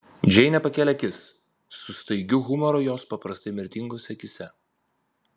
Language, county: Lithuanian, Vilnius